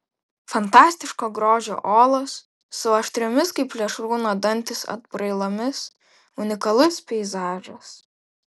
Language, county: Lithuanian, Vilnius